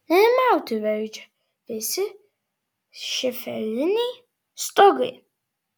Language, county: Lithuanian, Vilnius